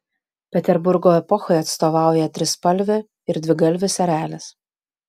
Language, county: Lithuanian, Vilnius